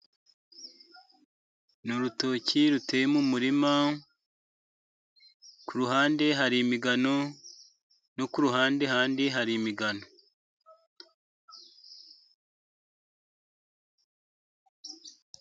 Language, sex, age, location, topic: Kinyarwanda, male, 50+, Musanze, agriculture